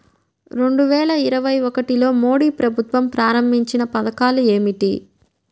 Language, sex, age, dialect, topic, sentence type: Telugu, female, 60-100, Central/Coastal, banking, question